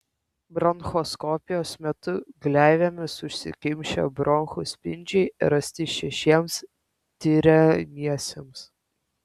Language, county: Lithuanian, Kaunas